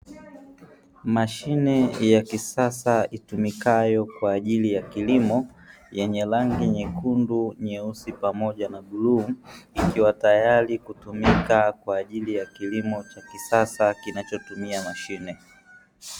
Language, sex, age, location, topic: Swahili, male, 18-24, Dar es Salaam, agriculture